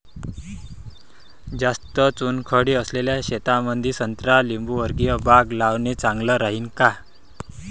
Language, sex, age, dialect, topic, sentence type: Marathi, male, 25-30, Varhadi, agriculture, question